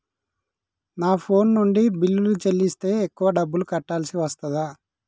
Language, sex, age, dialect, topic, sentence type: Telugu, male, 31-35, Telangana, banking, question